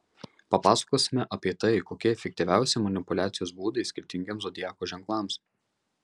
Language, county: Lithuanian, Marijampolė